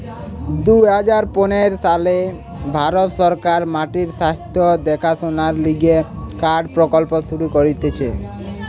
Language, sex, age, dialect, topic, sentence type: Bengali, male, 18-24, Western, agriculture, statement